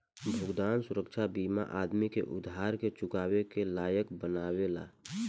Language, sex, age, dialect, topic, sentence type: Bhojpuri, male, 18-24, Southern / Standard, banking, statement